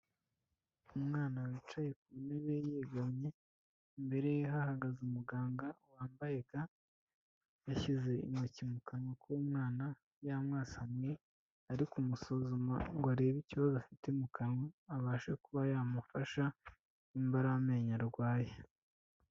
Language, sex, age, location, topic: Kinyarwanda, female, 25-35, Kigali, health